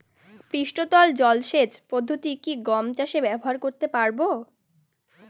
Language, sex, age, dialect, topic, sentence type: Bengali, male, 25-30, Northern/Varendri, agriculture, question